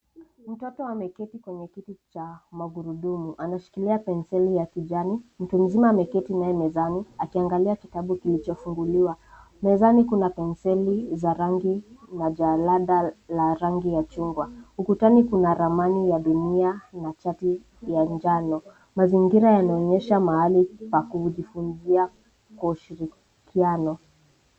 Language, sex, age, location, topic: Swahili, female, 18-24, Nairobi, education